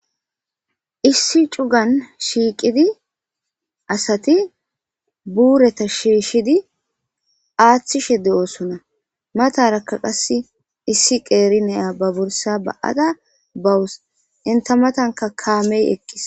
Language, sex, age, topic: Gamo, female, 25-35, government